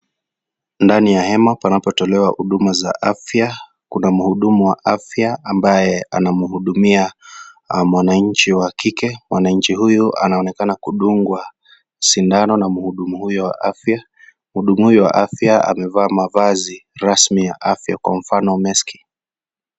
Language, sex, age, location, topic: Swahili, male, 25-35, Kisii, health